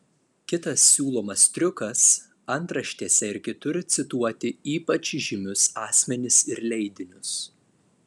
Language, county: Lithuanian, Alytus